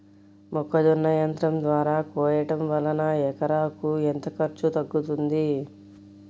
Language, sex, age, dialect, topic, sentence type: Telugu, female, 56-60, Central/Coastal, agriculture, question